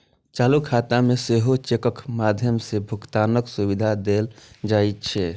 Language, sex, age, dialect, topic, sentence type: Maithili, male, 25-30, Eastern / Thethi, banking, statement